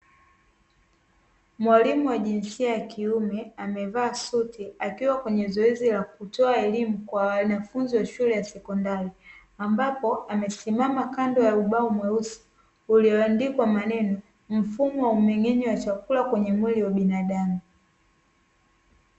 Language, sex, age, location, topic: Swahili, female, 18-24, Dar es Salaam, education